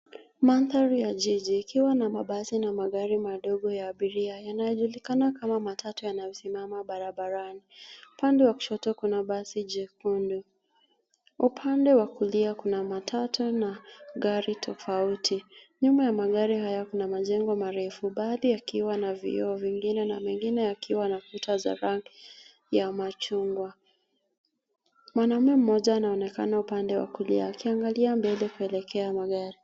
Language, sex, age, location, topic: Swahili, female, 25-35, Nairobi, government